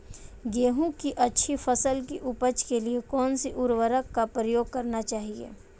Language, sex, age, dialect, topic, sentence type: Hindi, female, 18-24, Marwari Dhudhari, agriculture, question